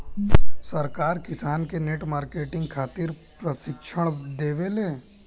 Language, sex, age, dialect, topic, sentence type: Bhojpuri, male, 18-24, Western, agriculture, question